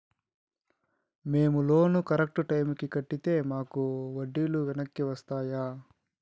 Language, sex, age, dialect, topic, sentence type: Telugu, male, 36-40, Southern, banking, question